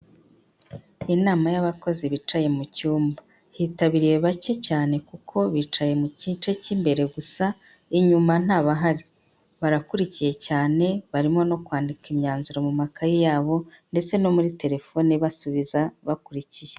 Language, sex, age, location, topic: Kinyarwanda, female, 50+, Kigali, government